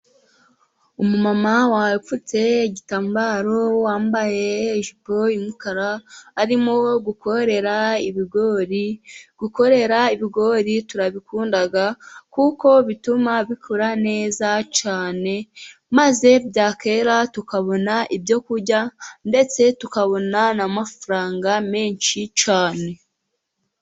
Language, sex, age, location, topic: Kinyarwanda, female, 18-24, Musanze, agriculture